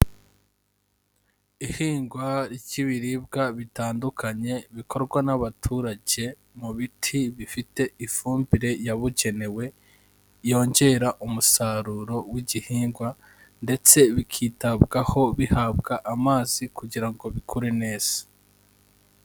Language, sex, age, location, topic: Kinyarwanda, male, 25-35, Kigali, agriculture